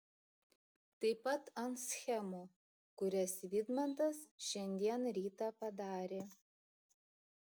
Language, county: Lithuanian, Šiauliai